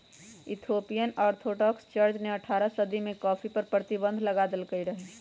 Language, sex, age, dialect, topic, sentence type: Magahi, male, 18-24, Western, agriculture, statement